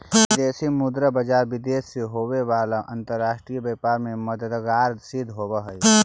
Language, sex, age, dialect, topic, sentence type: Magahi, male, 41-45, Central/Standard, banking, statement